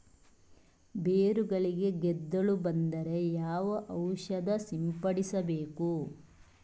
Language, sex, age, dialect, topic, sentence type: Kannada, male, 56-60, Coastal/Dakshin, agriculture, question